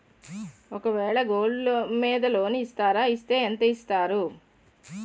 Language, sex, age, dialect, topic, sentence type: Telugu, female, 56-60, Utterandhra, banking, question